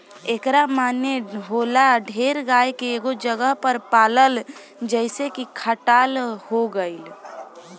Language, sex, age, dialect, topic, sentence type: Bhojpuri, female, <18, Southern / Standard, agriculture, statement